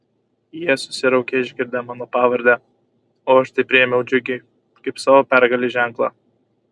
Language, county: Lithuanian, Kaunas